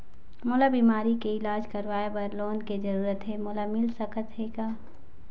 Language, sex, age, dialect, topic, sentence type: Chhattisgarhi, female, 25-30, Eastern, banking, question